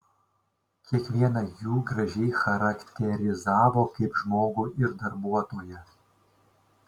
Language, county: Lithuanian, Šiauliai